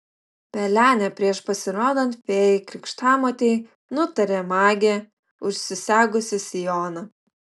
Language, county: Lithuanian, Utena